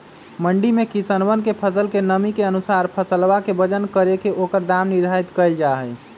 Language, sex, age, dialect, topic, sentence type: Magahi, male, 25-30, Western, agriculture, statement